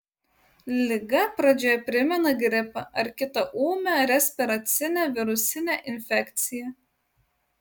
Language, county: Lithuanian, Utena